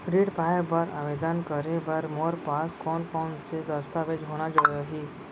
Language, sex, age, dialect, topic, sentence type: Chhattisgarhi, female, 25-30, Central, banking, question